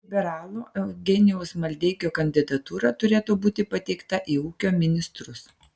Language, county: Lithuanian, Klaipėda